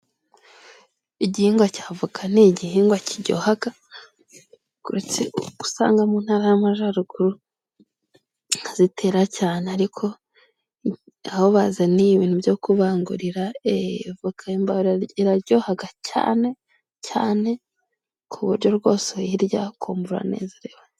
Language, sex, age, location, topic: Kinyarwanda, female, 25-35, Musanze, finance